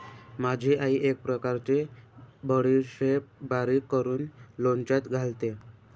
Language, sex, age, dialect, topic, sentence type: Marathi, male, 18-24, Northern Konkan, agriculture, statement